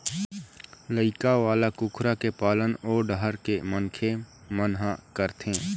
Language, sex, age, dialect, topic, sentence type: Chhattisgarhi, male, 18-24, Eastern, agriculture, statement